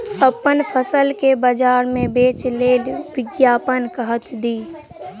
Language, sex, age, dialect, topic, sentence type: Maithili, female, 46-50, Southern/Standard, agriculture, question